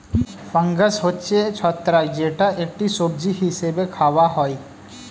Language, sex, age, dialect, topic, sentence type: Bengali, male, 25-30, Standard Colloquial, agriculture, statement